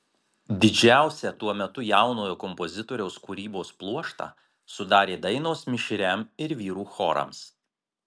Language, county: Lithuanian, Marijampolė